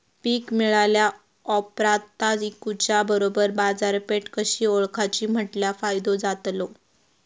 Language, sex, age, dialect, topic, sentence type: Marathi, female, 18-24, Southern Konkan, agriculture, question